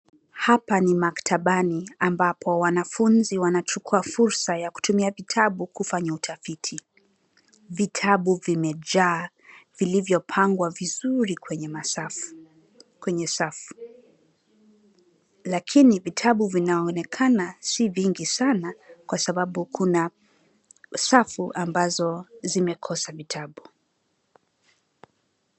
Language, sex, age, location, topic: Swahili, female, 25-35, Nairobi, education